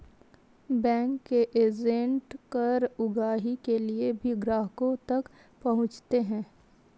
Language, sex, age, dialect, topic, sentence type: Hindi, female, 36-40, Kanauji Braj Bhasha, banking, statement